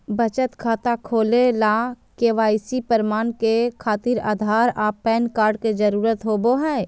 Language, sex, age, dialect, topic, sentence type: Magahi, female, 31-35, Southern, banking, statement